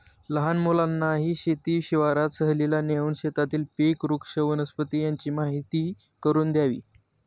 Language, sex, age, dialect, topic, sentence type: Marathi, male, 18-24, Standard Marathi, agriculture, statement